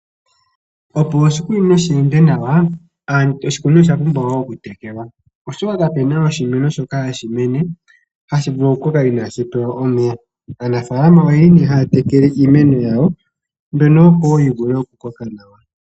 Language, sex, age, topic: Oshiwambo, female, 25-35, agriculture